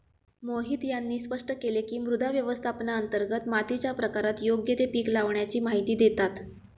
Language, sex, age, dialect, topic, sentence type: Marathi, female, 25-30, Standard Marathi, agriculture, statement